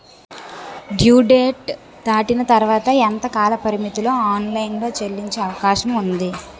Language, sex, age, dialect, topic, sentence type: Telugu, female, 18-24, Utterandhra, banking, question